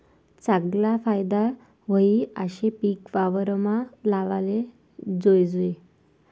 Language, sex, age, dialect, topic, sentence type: Marathi, female, 25-30, Northern Konkan, agriculture, statement